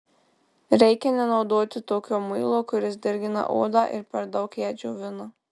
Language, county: Lithuanian, Marijampolė